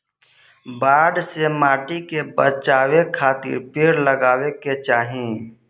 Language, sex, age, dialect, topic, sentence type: Bhojpuri, male, 25-30, Southern / Standard, agriculture, statement